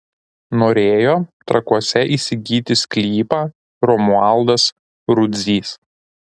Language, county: Lithuanian, Šiauliai